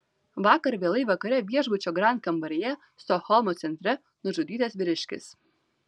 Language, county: Lithuanian, Vilnius